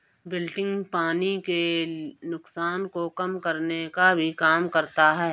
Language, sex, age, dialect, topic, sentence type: Hindi, female, 31-35, Awadhi Bundeli, agriculture, statement